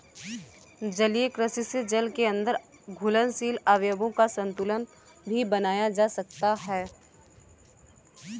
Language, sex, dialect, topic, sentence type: Hindi, female, Kanauji Braj Bhasha, agriculture, statement